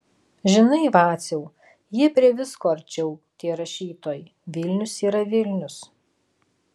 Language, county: Lithuanian, Alytus